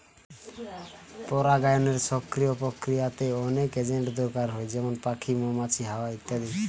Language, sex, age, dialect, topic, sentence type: Bengali, male, 18-24, Western, agriculture, statement